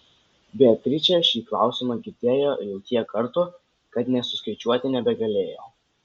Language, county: Lithuanian, Vilnius